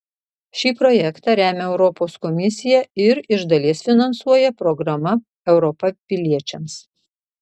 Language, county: Lithuanian, Marijampolė